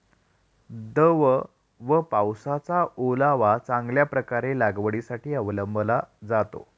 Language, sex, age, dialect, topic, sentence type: Marathi, male, 36-40, Standard Marathi, agriculture, statement